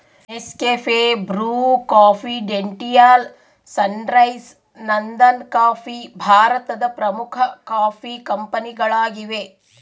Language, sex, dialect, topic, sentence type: Kannada, female, Central, agriculture, statement